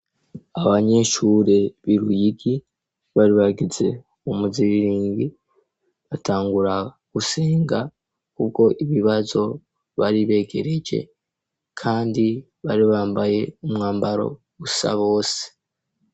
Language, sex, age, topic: Rundi, male, 18-24, education